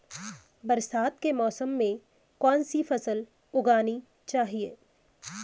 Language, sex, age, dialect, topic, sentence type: Hindi, female, 25-30, Garhwali, agriculture, question